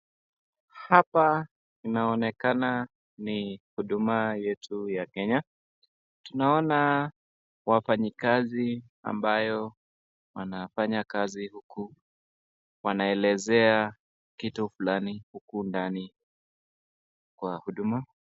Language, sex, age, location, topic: Swahili, male, 25-35, Nakuru, government